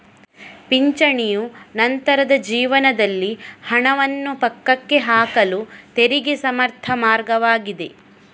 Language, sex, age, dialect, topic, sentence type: Kannada, female, 18-24, Coastal/Dakshin, banking, statement